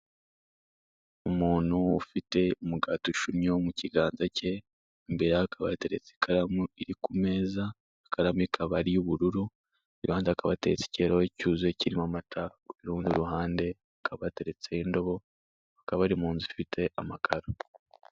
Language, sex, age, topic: Kinyarwanda, male, 18-24, finance